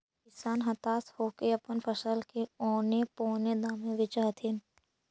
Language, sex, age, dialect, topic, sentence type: Magahi, female, 46-50, Central/Standard, banking, statement